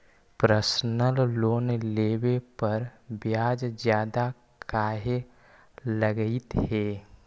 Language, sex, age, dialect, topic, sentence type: Magahi, male, 25-30, Western, banking, question